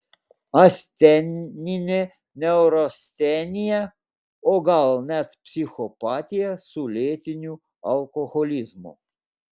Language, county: Lithuanian, Klaipėda